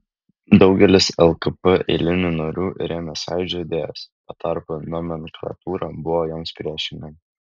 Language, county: Lithuanian, Kaunas